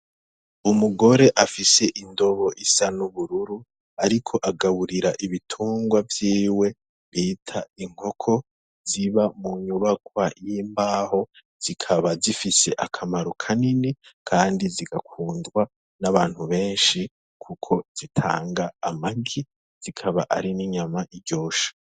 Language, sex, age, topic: Rundi, male, 18-24, agriculture